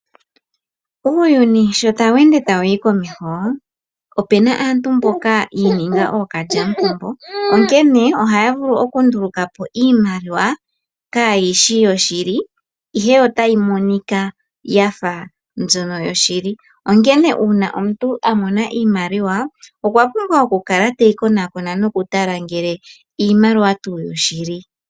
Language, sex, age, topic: Oshiwambo, male, 18-24, finance